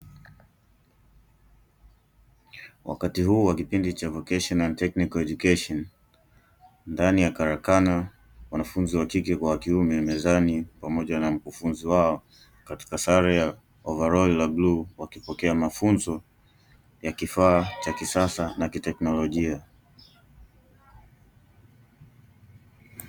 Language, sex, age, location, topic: Swahili, male, 18-24, Dar es Salaam, education